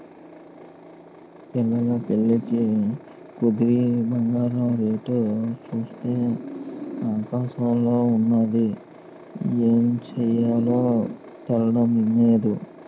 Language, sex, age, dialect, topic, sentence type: Telugu, male, 18-24, Utterandhra, banking, statement